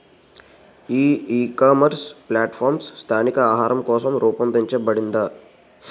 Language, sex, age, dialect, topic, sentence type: Telugu, male, 18-24, Utterandhra, agriculture, question